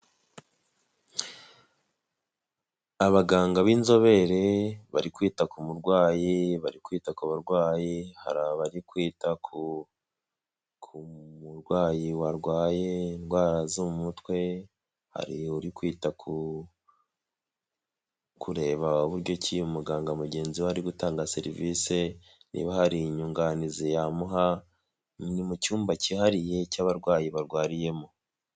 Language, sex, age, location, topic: Kinyarwanda, male, 18-24, Huye, health